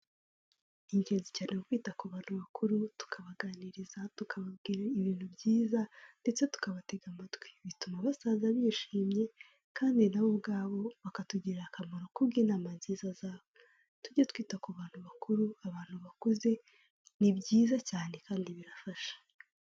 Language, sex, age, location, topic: Kinyarwanda, female, 18-24, Kigali, health